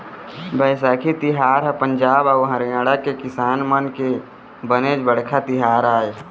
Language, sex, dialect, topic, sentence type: Chhattisgarhi, male, Eastern, agriculture, statement